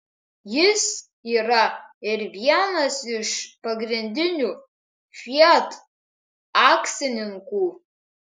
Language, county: Lithuanian, Kaunas